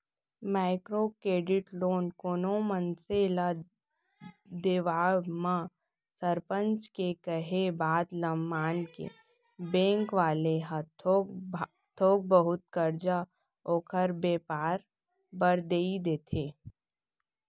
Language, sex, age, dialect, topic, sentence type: Chhattisgarhi, female, 18-24, Central, banking, statement